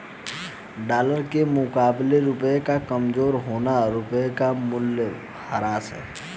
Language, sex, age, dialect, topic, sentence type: Hindi, male, 18-24, Hindustani Malvi Khadi Boli, banking, statement